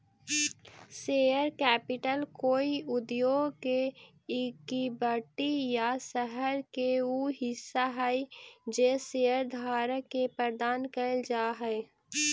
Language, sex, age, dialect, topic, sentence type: Magahi, female, 18-24, Central/Standard, agriculture, statement